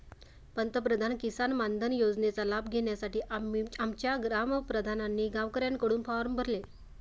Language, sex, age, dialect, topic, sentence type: Marathi, female, 36-40, Varhadi, agriculture, statement